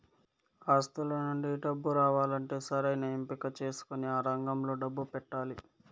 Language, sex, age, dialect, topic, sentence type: Telugu, male, 18-24, Southern, banking, statement